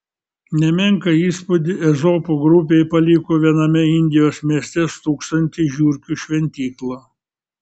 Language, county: Lithuanian, Kaunas